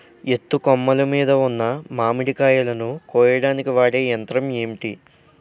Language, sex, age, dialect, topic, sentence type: Telugu, male, 18-24, Utterandhra, agriculture, question